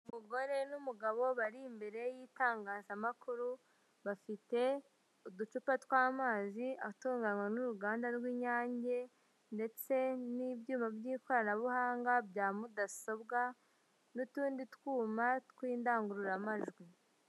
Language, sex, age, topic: Kinyarwanda, male, 18-24, government